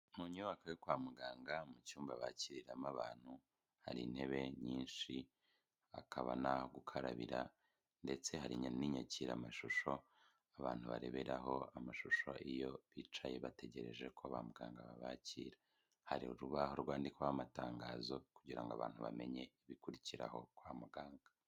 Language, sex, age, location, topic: Kinyarwanda, male, 25-35, Kigali, health